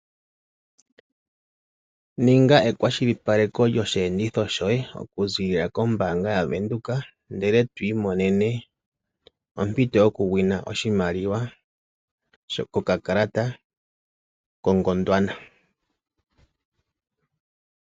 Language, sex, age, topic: Oshiwambo, male, 36-49, finance